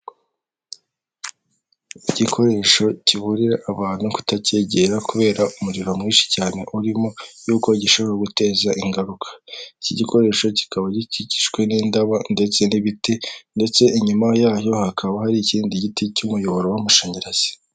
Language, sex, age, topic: Kinyarwanda, male, 18-24, government